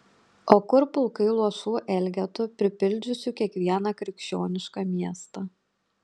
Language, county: Lithuanian, Panevėžys